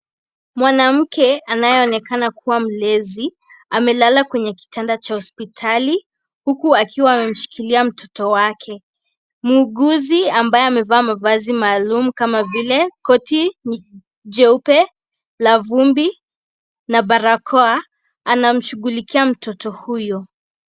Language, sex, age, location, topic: Swahili, female, 18-24, Kisii, health